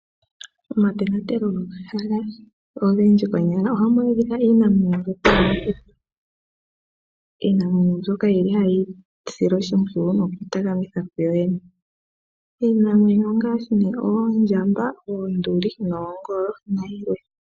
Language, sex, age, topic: Oshiwambo, female, 25-35, agriculture